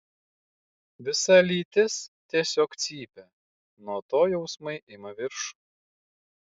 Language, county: Lithuanian, Klaipėda